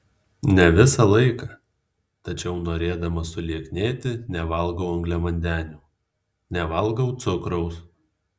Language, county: Lithuanian, Alytus